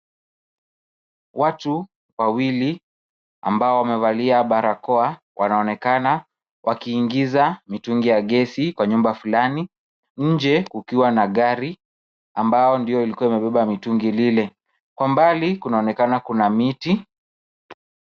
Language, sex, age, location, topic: Swahili, male, 25-35, Kisumu, health